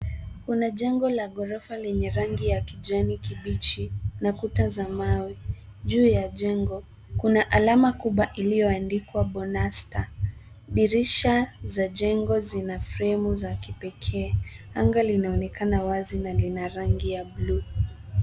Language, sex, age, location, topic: Swahili, female, 18-24, Nairobi, finance